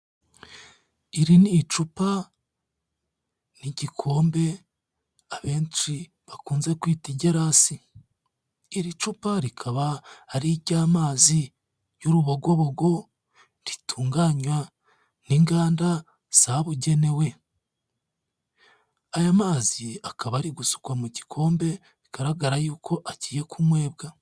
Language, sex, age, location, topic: Kinyarwanda, male, 25-35, Kigali, health